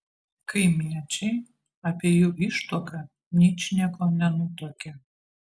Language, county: Lithuanian, Vilnius